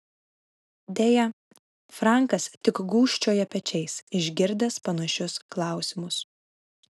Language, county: Lithuanian, Vilnius